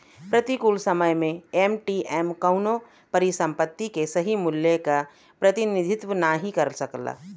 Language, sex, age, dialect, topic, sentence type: Bhojpuri, female, 36-40, Western, banking, statement